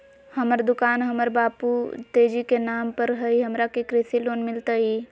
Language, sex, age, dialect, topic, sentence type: Magahi, female, 18-24, Southern, banking, question